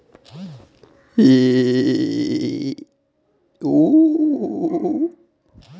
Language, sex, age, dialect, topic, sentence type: Kannada, male, 51-55, Coastal/Dakshin, agriculture, question